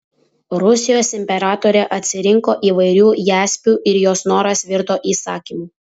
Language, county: Lithuanian, Vilnius